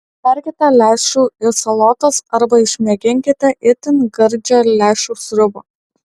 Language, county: Lithuanian, Alytus